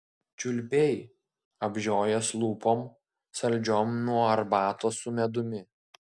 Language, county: Lithuanian, Klaipėda